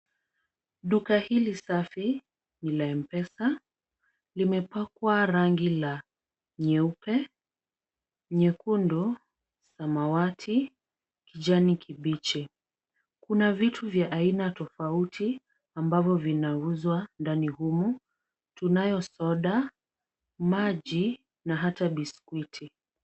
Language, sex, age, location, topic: Swahili, female, 25-35, Kisumu, finance